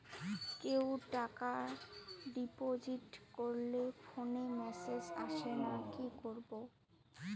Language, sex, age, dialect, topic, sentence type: Bengali, female, 18-24, Rajbangshi, banking, question